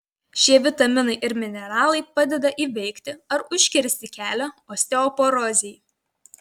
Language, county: Lithuanian, Vilnius